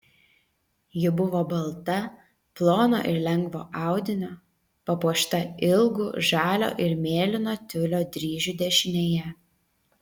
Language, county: Lithuanian, Vilnius